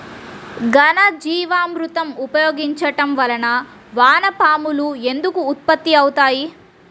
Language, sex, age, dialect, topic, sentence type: Telugu, female, 36-40, Central/Coastal, agriculture, question